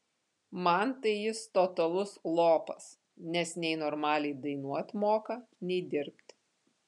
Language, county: Lithuanian, Vilnius